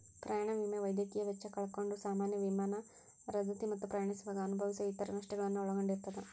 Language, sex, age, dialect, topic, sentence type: Kannada, female, 18-24, Dharwad Kannada, banking, statement